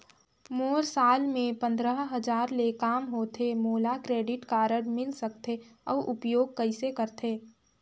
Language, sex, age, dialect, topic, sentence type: Chhattisgarhi, female, 18-24, Northern/Bhandar, banking, question